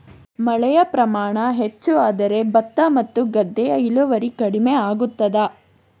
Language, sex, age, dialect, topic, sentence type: Kannada, female, 41-45, Coastal/Dakshin, agriculture, question